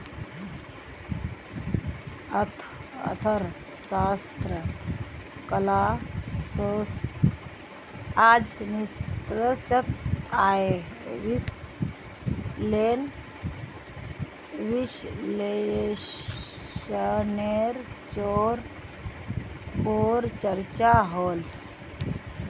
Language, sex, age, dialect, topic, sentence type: Magahi, female, 25-30, Northeastern/Surjapuri, banking, statement